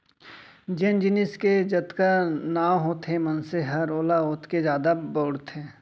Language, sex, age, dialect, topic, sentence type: Chhattisgarhi, male, 36-40, Central, banking, statement